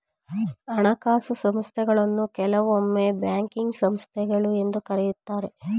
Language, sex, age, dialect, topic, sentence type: Kannada, female, 25-30, Mysore Kannada, banking, statement